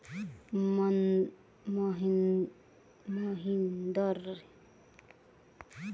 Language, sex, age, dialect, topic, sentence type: Maithili, female, 18-24, Southern/Standard, agriculture, statement